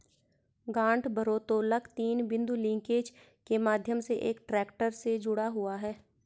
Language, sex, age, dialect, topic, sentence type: Hindi, female, 31-35, Garhwali, agriculture, statement